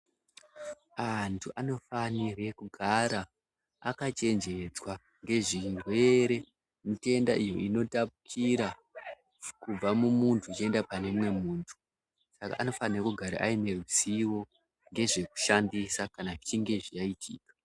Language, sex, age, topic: Ndau, male, 18-24, health